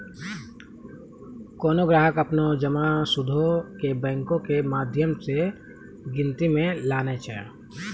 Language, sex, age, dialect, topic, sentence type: Maithili, male, 25-30, Angika, banking, statement